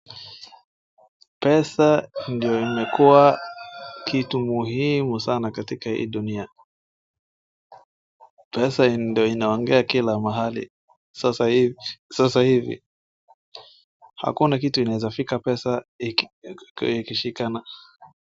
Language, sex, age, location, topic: Swahili, male, 18-24, Wajir, finance